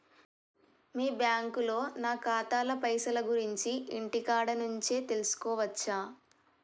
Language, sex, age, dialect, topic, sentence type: Telugu, male, 18-24, Telangana, banking, question